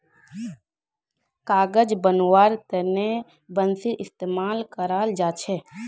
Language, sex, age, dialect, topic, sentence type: Magahi, female, 18-24, Northeastern/Surjapuri, agriculture, statement